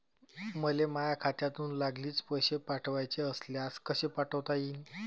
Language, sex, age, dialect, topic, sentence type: Marathi, male, 25-30, Varhadi, banking, question